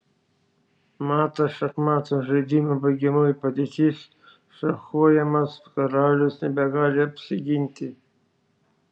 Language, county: Lithuanian, Šiauliai